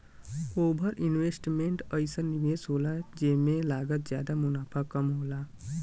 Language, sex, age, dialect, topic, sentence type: Bhojpuri, male, 18-24, Western, banking, statement